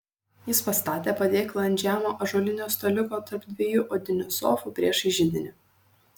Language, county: Lithuanian, Šiauliai